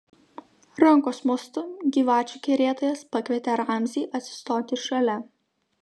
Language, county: Lithuanian, Kaunas